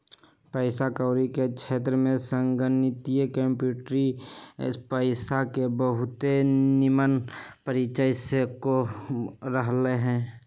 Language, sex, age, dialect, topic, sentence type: Magahi, male, 56-60, Western, banking, statement